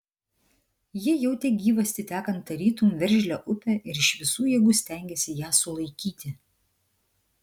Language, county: Lithuanian, Vilnius